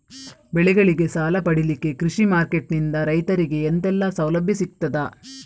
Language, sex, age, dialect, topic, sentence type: Kannada, female, 25-30, Coastal/Dakshin, agriculture, question